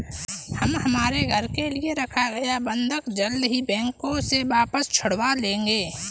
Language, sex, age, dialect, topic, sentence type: Hindi, female, 18-24, Kanauji Braj Bhasha, banking, statement